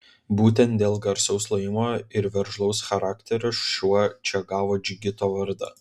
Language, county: Lithuanian, Vilnius